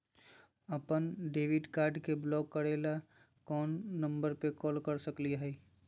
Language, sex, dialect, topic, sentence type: Magahi, male, Southern, banking, question